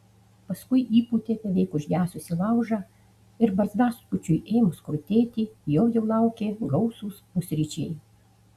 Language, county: Lithuanian, Utena